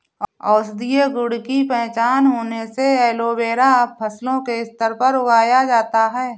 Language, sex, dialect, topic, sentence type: Hindi, female, Awadhi Bundeli, agriculture, statement